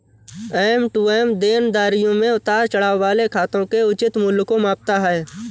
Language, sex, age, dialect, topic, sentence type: Hindi, male, 18-24, Awadhi Bundeli, banking, statement